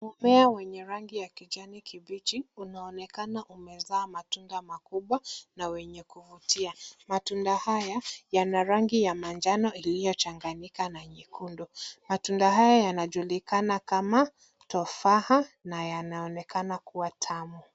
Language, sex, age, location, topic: Swahili, female, 25-35, Nairobi, agriculture